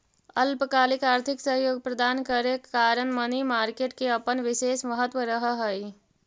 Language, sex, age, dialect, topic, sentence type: Magahi, female, 41-45, Central/Standard, banking, statement